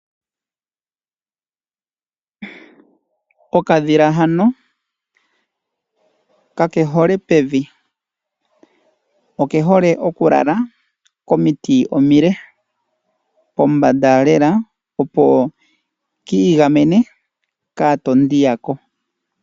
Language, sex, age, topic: Oshiwambo, male, 25-35, agriculture